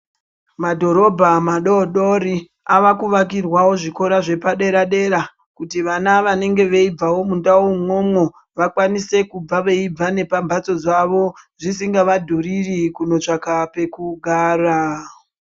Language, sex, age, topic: Ndau, female, 25-35, education